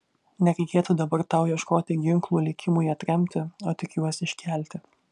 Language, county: Lithuanian, Vilnius